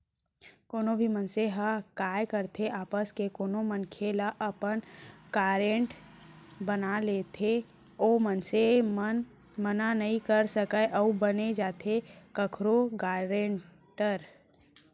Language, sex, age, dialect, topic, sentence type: Chhattisgarhi, female, 18-24, Central, banking, statement